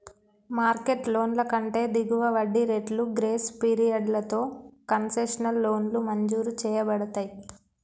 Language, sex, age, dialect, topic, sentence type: Telugu, female, 18-24, Telangana, banking, statement